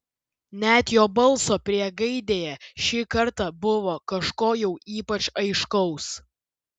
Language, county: Lithuanian, Vilnius